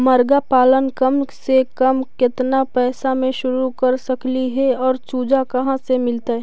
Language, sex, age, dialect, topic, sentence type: Magahi, female, 18-24, Central/Standard, agriculture, question